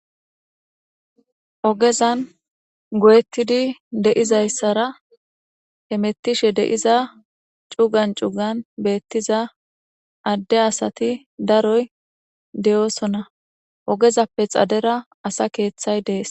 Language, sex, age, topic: Gamo, female, 18-24, government